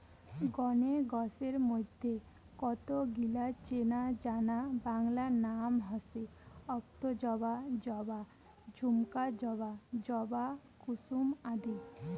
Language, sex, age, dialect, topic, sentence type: Bengali, female, 18-24, Rajbangshi, agriculture, statement